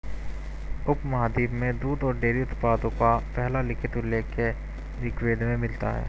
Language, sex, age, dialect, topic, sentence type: Hindi, male, 18-24, Hindustani Malvi Khadi Boli, agriculture, statement